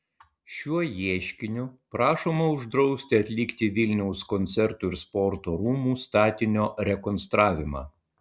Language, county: Lithuanian, Utena